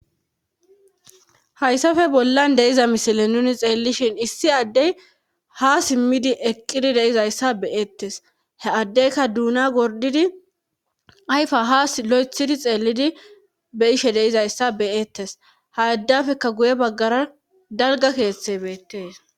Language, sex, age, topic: Gamo, female, 18-24, government